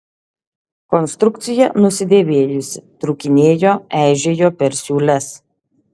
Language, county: Lithuanian, Šiauliai